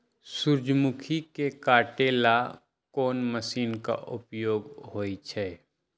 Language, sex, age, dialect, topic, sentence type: Magahi, male, 60-100, Western, agriculture, question